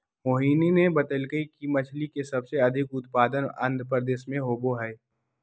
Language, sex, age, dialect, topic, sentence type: Magahi, male, 18-24, Western, agriculture, statement